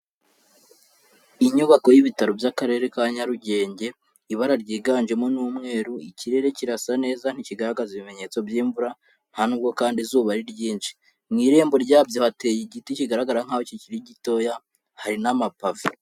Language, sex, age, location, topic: Kinyarwanda, male, 25-35, Kigali, health